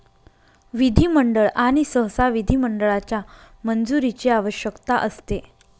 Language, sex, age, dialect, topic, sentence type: Marathi, female, 31-35, Northern Konkan, banking, statement